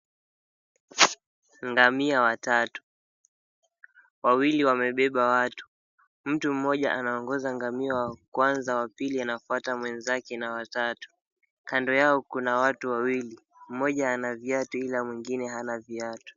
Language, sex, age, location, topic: Swahili, male, 18-24, Mombasa, government